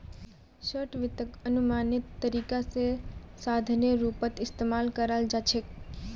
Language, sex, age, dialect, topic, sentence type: Magahi, female, 18-24, Northeastern/Surjapuri, banking, statement